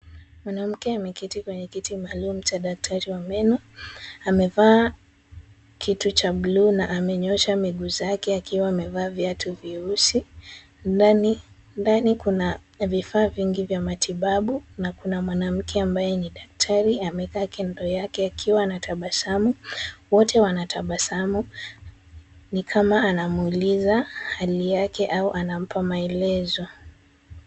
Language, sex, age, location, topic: Swahili, male, 25-35, Kisumu, health